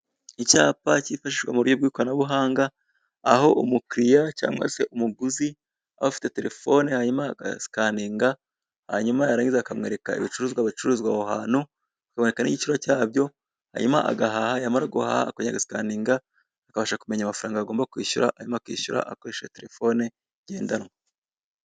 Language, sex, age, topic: Kinyarwanda, male, 25-35, finance